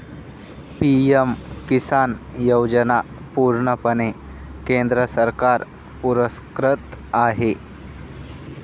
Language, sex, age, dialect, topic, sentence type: Marathi, male, 18-24, Northern Konkan, agriculture, statement